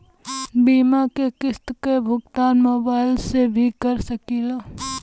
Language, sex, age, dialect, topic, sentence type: Bhojpuri, female, 18-24, Western, banking, question